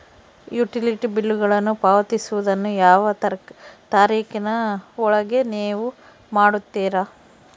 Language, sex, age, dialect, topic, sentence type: Kannada, female, 51-55, Central, banking, question